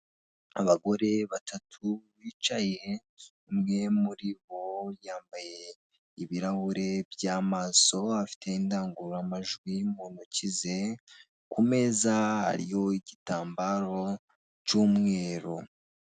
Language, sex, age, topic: Kinyarwanda, male, 18-24, government